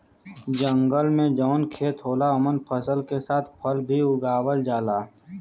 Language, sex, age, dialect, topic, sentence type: Bhojpuri, male, 18-24, Western, agriculture, statement